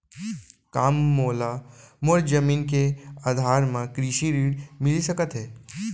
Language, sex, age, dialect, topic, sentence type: Chhattisgarhi, male, 25-30, Central, banking, question